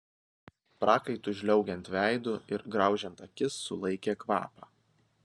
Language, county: Lithuanian, Vilnius